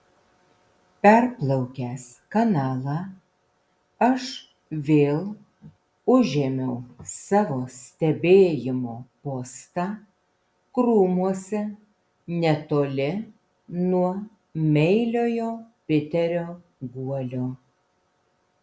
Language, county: Lithuanian, Vilnius